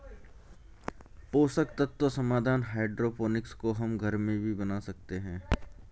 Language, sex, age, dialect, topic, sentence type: Hindi, male, 51-55, Garhwali, agriculture, statement